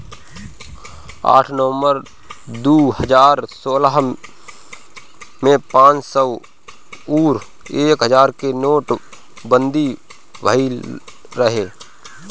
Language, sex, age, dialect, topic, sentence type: Bhojpuri, male, 25-30, Northern, banking, statement